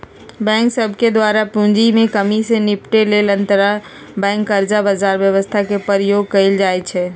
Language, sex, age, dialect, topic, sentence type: Magahi, female, 51-55, Western, banking, statement